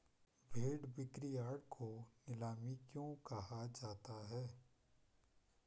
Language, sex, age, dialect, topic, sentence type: Hindi, male, 25-30, Garhwali, agriculture, statement